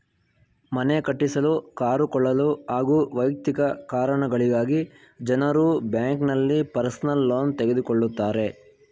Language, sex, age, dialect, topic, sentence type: Kannada, male, 18-24, Mysore Kannada, banking, statement